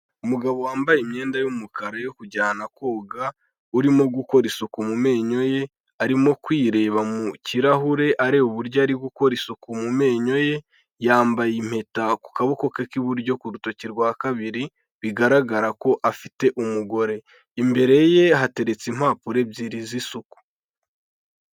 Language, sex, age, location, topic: Kinyarwanda, male, 18-24, Kigali, health